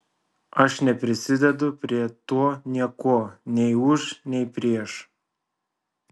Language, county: Lithuanian, Šiauliai